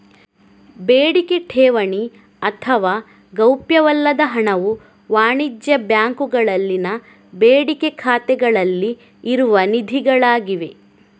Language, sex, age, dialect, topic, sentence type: Kannada, female, 18-24, Coastal/Dakshin, banking, statement